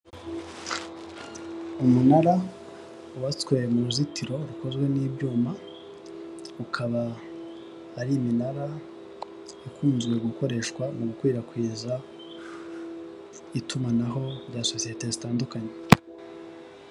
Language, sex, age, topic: Kinyarwanda, male, 18-24, government